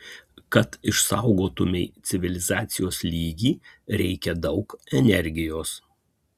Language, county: Lithuanian, Kaunas